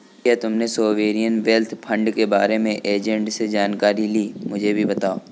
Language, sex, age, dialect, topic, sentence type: Hindi, male, 25-30, Kanauji Braj Bhasha, banking, statement